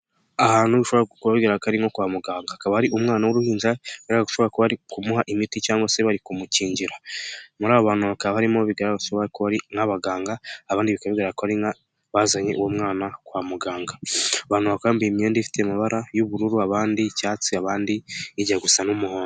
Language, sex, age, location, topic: Kinyarwanda, male, 18-24, Nyagatare, health